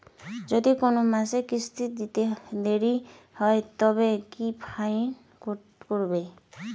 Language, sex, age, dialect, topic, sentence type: Bengali, female, 25-30, Rajbangshi, banking, question